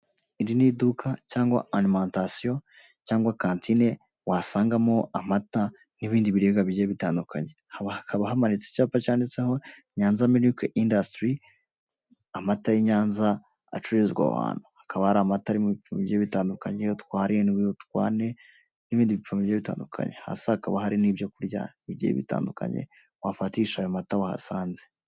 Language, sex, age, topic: Kinyarwanda, male, 18-24, finance